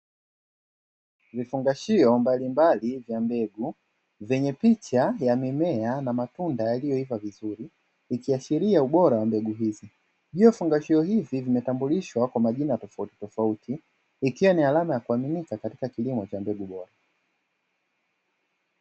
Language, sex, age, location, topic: Swahili, male, 25-35, Dar es Salaam, agriculture